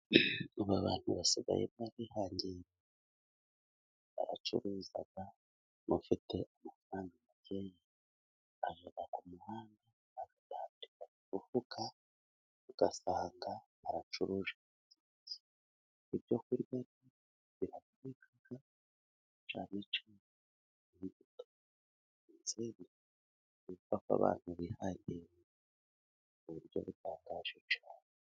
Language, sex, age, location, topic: Kinyarwanda, female, 36-49, Musanze, agriculture